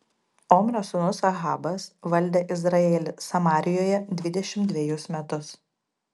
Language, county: Lithuanian, Panevėžys